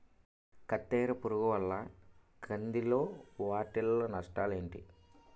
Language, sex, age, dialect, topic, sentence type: Telugu, male, 18-24, Utterandhra, agriculture, question